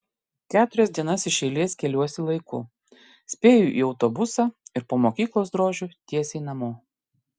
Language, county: Lithuanian, Klaipėda